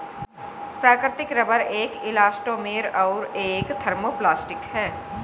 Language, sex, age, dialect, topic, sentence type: Hindi, female, 41-45, Hindustani Malvi Khadi Boli, agriculture, statement